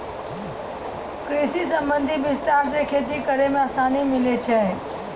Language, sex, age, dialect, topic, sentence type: Maithili, female, 31-35, Angika, agriculture, statement